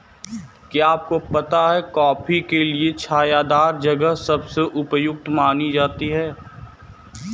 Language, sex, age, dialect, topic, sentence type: Hindi, male, 18-24, Kanauji Braj Bhasha, agriculture, statement